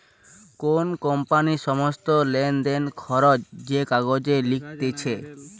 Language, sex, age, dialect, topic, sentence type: Bengali, male, 18-24, Western, banking, statement